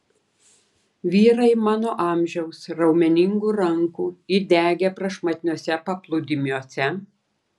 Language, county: Lithuanian, Klaipėda